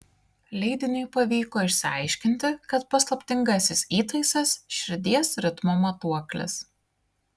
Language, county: Lithuanian, Kaunas